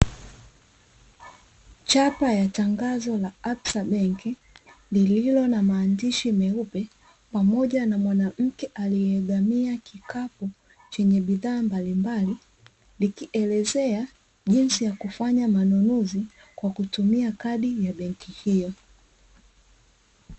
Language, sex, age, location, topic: Swahili, female, 25-35, Dar es Salaam, finance